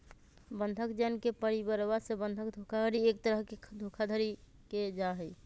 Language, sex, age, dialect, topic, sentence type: Magahi, female, 25-30, Western, banking, statement